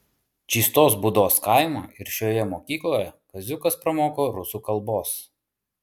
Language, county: Lithuanian, Vilnius